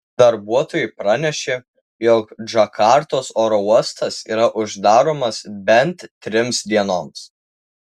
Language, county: Lithuanian, Tauragė